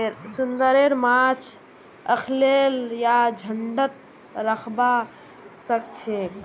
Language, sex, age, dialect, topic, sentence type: Magahi, female, 18-24, Northeastern/Surjapuri, agriculture, statement